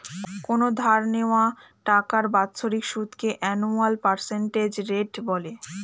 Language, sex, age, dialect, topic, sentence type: Bengali, female, 25-30, Standard Colloquial, banking, statement